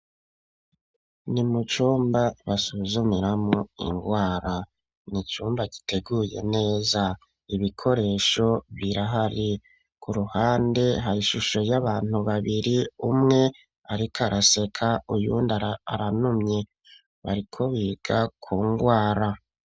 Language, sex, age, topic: Rundi, male, 36-49, education